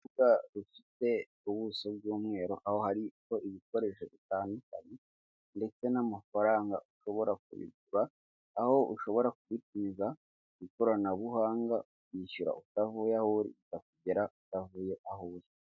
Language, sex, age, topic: Kinyarwanda, male, 18-24, finance